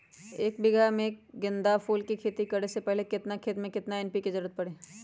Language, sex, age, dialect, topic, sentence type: Magahi, female, 31-35, Western, agriculture, question